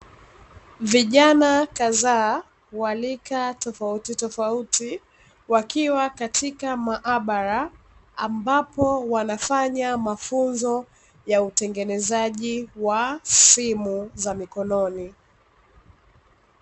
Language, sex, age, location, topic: Swahili, female, 18-24, Dar es Salaam, education